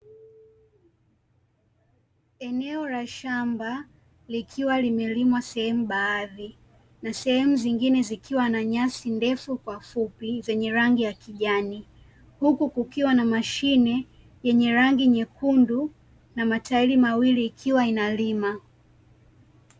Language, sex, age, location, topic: Swahili, female, 18-24, Dar es Salaam, agriculture